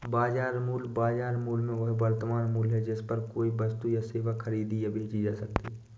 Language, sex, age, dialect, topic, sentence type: Hindi, male, 18-24, Awadhi Bundeli, agriculture, statement